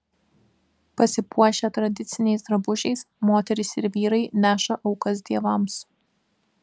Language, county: Lithuanian, Vilnius